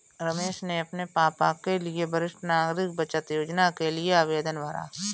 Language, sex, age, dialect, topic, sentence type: Hindi, female, 41-45, Kanauji Braj Bhasha, banking, statement